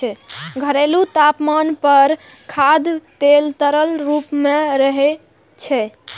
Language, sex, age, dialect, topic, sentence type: Maithili, female, 18-24, Eastern / Thethi, agriculture, statement